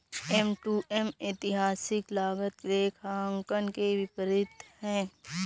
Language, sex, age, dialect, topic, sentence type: Hindi, female, 18-24, Awadhi Bundeli, banking, statement